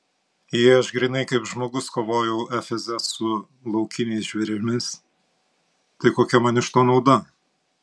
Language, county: Lithuanian, Panevėžys